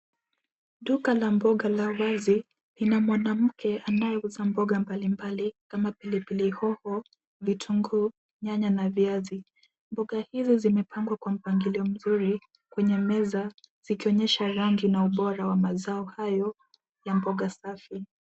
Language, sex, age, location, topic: Swahili, female, 18-24, Nairobi, finance